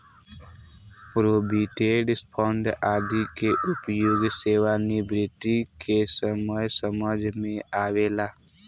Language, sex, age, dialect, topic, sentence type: Bhojpuri, male, <18, Southern / Standard, banking, statement